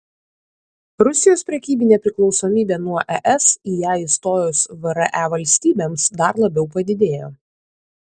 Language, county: Lithuanian, Vilnius